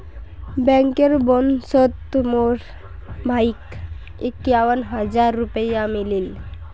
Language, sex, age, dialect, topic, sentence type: Magahi, female, 18-24, Northeastern/Surjapuri, banking, statement